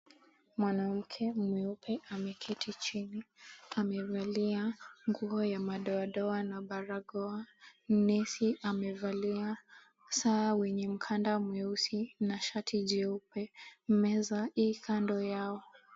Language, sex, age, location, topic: Swahili, female, 18-24, Mombasa, health